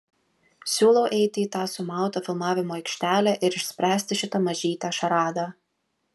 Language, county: Lithuanian, Vilnius